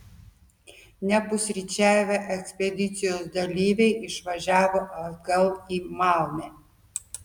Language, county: Lithuanian, Telšiai